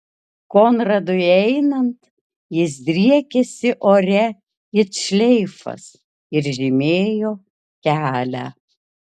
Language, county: Lithuanian, Kaunas